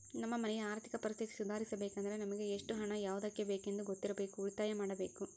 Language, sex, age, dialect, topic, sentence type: Kannada, female, 18-24, Central, banking, statement